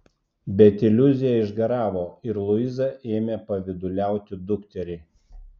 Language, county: Lithuanian, Klaipėda